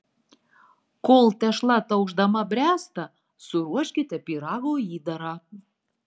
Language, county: Lithuanian, Marijampolė